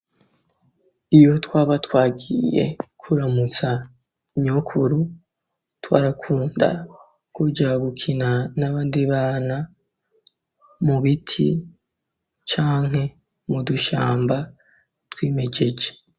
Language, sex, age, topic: Rundi, male, 18-24, education